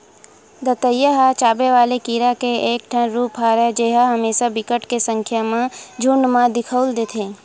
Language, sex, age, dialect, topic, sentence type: Chhattisgarhi, female, 18-24, Western/Budati/Khatahi, agriculture, statement